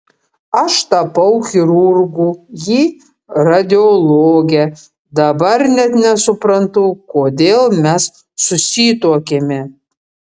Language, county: Lithuanian, Panevėžys